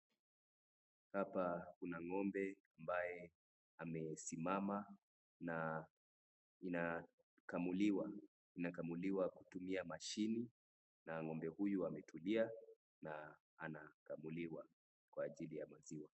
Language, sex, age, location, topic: Swahili, male, 18-24, Nakuru, agriculture